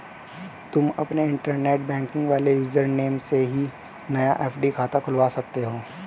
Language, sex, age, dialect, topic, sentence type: Hindi, male, 18-24, Hindustani Malvi Khadi Boli, banking, statement